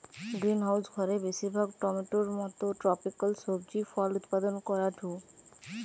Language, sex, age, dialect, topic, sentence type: Bengali, male, 25-30, Western, agriculture, statement